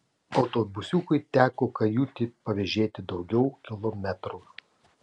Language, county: Lithuanian, Telšiai